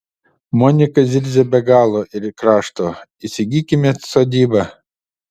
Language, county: Lithuanian, Utena